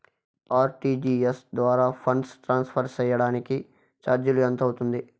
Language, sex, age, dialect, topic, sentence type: Telugu, male, 41-45, Southern, banking, question